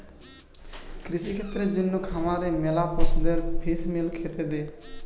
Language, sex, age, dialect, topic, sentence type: Bengali, male, 18-24, Western, agriculture, statement